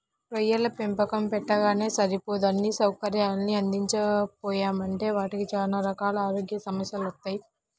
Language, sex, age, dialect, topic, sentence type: Telugu, female, 18-24, Central/Coastal, agriculture, statement